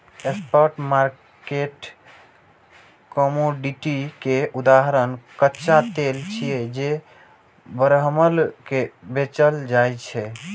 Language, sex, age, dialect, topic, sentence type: Maithili, male, 18-24, Eastern / Thethi, banking, statement